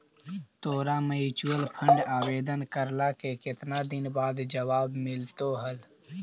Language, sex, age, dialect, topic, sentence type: Magahi, male, 18-24, Central/Standard, banking, statement